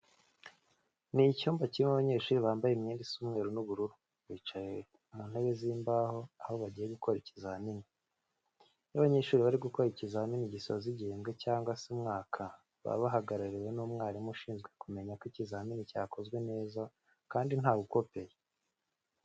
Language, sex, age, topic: Kinyarwanda, male, 18-24, education